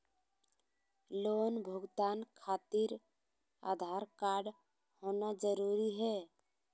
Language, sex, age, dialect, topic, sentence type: Magahi, female, 60-100, Southern, banking, question